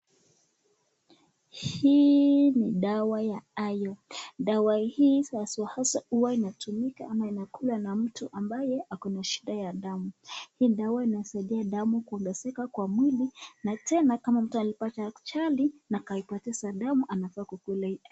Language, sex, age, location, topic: Swahili, female, 18-24, Nakuru, health